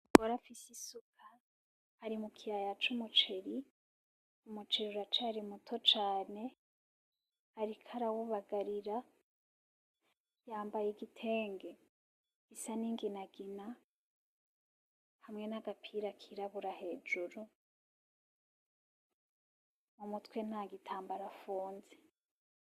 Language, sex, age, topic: Rundi, female, 25-35, agriculture